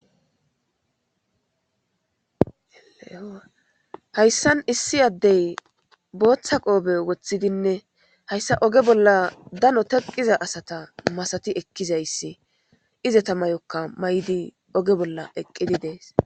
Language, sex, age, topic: Gamo, female, 36-49, government